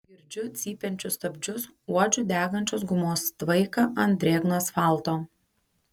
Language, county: Lithuanian, Panevėžys